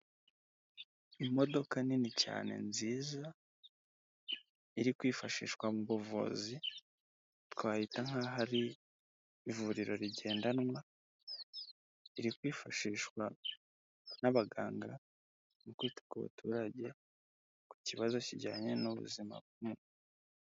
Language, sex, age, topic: Kinyarwanda, male, 25-35, health